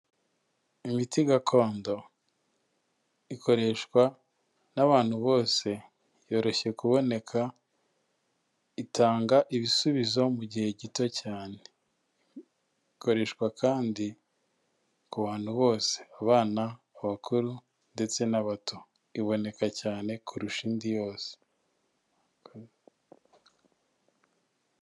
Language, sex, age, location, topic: Kinyarwanda, male, 25-35, Kigali, health